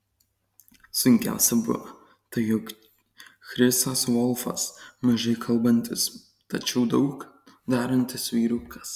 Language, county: Lithuanian, Kaunas